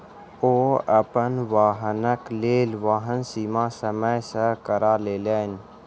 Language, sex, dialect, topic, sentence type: Maithili, male, Southern/Standard, banking, statement